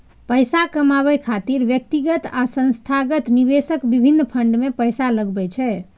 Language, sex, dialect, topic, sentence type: Maithili, female, Eastern / Thethi, banking, statement